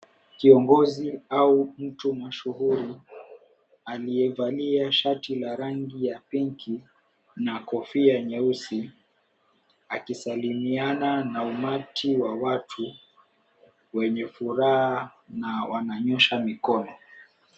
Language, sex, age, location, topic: Swahili, male, 18-24, Mombasa, government